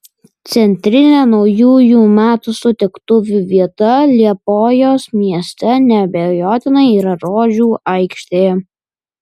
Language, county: Lithuanian, Vilnius